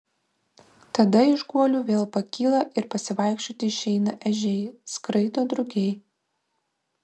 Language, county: Lithuanian, Vilnius